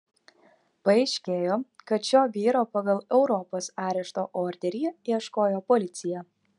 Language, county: Lithuanian, Telšiai